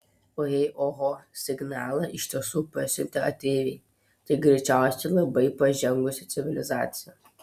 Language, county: Lithuanian, Telšiai